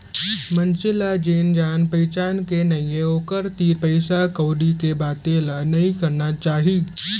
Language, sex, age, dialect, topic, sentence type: Chhattisgarhi, male, 18-24, Central, banking, statement